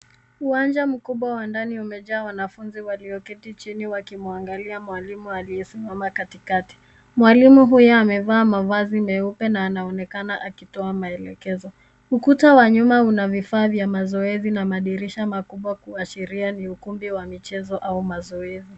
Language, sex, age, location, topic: Swahili, female, 18-24, Nairobi, education